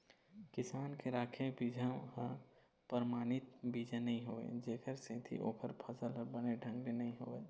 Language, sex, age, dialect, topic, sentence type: Chhattisgarhi, male, 18-24, Eastern, agriculture, statement